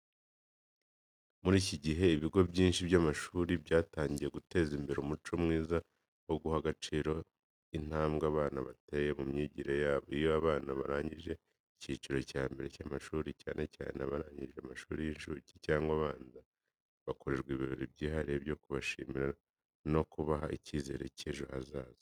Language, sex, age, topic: Kinyarwanda, male, 25-35, education